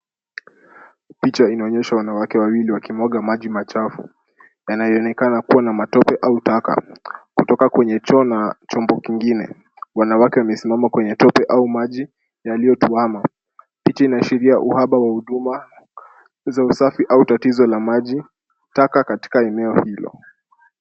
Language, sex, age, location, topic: Swahili, male, 18-24, Kisumu, health